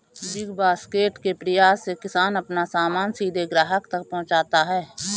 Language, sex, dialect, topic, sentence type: Hindi, female, Awadhi Bundeli, agriculture, statement